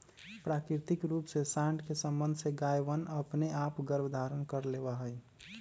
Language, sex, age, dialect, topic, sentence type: Magahi, male, 25-30, Western, agriculture, statement